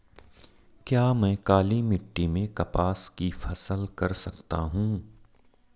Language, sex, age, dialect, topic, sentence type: Hindi, male, 31-35, Marwari Dhudhari, agriculture, question